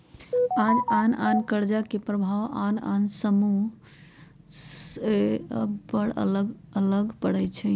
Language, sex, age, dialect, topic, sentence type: Magahi, female, 51-55, Western, banking, statement